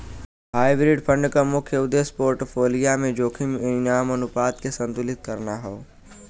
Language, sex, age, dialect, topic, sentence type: Bhojpuri, male, 18-24, Western, banking, statement